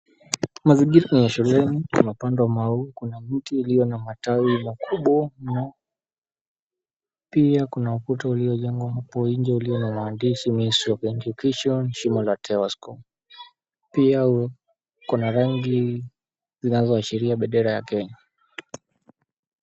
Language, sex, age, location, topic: Swahili, male, 18-24, Mombasa, education